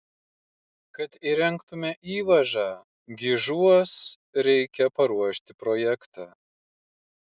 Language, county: Lithuanian, Klaipėda